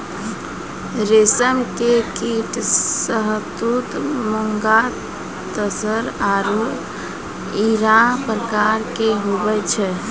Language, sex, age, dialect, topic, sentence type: Maithili, female, 36-40, Angika, agriculture, statement